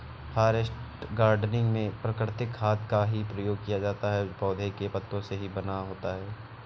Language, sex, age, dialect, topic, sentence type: Hindi, male, 31-35, Awadhi Bundeli, agriculture, statement